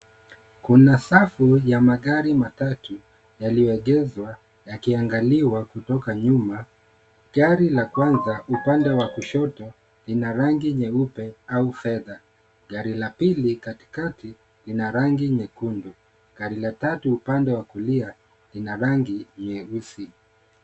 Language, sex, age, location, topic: Swahili, male, 36-49, Kisii, finance